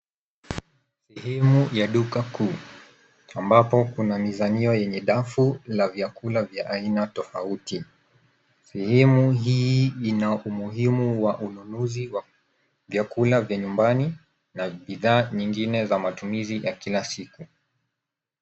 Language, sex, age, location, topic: Swahili, male, 18-24, Nairobi, finance